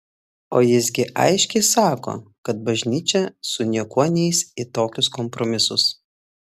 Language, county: Lithuanian, Klaipėda